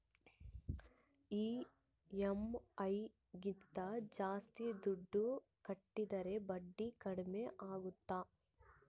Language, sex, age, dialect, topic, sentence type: Kannada, female, 18-24, Central, banking, question